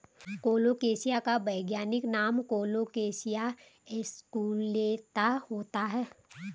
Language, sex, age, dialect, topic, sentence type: Hindi, female, 31-35, Garhwali, agriculture, statement